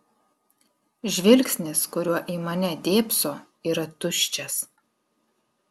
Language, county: Lithuanian, Klaipėda